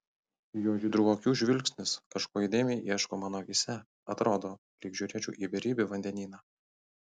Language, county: Lithuanian, Kaunas